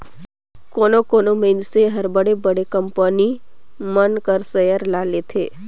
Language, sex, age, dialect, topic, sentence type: Chhattisgarhi, female, 25-30, Northern/Bhandar, banking, statement